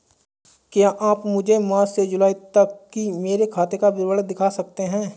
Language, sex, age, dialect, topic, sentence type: Hindi, male, 25-30, Awadhi Bundeli, banking, question